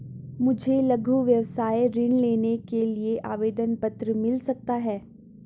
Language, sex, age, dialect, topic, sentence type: Hindi, female, 41-45, Garhwali, banking, question